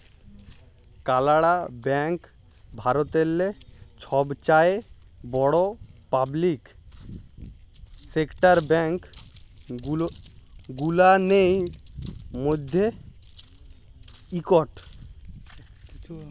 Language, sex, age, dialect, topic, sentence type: Bengali, male, 18-24, Jharkhandi, banking, statement